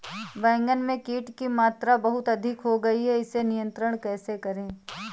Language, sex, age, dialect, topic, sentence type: Hindi, female, 25-30, Awadhi Bundeli, agriculture, question